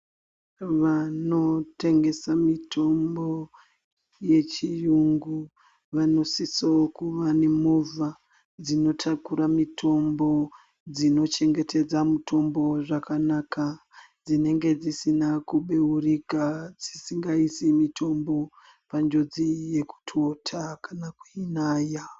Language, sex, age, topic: Ndau, female, 36-49, health